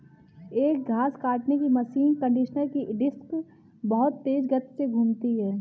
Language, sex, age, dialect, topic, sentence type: Hindi, female, 18-24, Kanauji Braj Bhasha, agriculture, statement